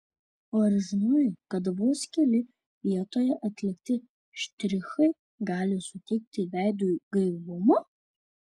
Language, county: Lithuanian, Šiauliai